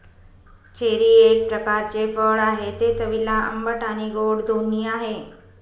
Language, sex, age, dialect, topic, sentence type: Marathi, female, 18-24, Northern Konkan, agriculture, statement